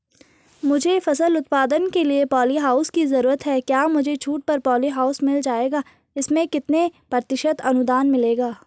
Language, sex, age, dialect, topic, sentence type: Hindi, female, 18-24, Garhwali, agriculture, question